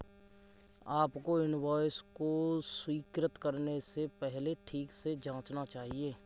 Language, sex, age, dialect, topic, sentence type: Hindi, male, 25-30, Kanauji Braj Bhasha, banking, statement